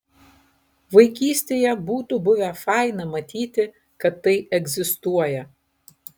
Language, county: Lithuanian, Alytus